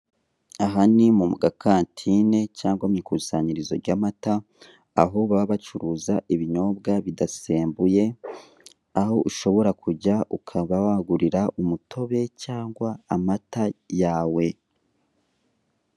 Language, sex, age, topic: Kinyarwanda, male, 18-24, finance